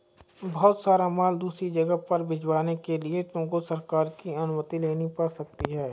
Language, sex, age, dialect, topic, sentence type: Hindi, male, 25-30, Kanauji Braj Bhasha, banking, statement